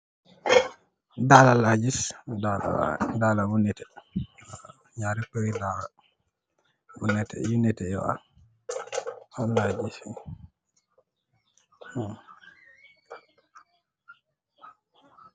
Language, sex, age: Wolof, male, 18-24